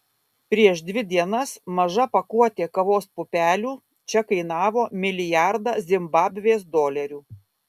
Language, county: Lithuanian, Kaunas